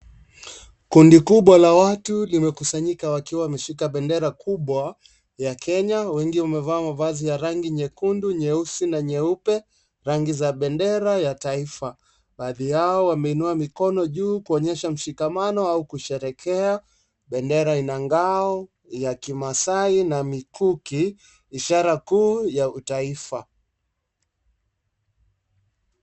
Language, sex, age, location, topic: Swahili, male, 25-35, Kisii, government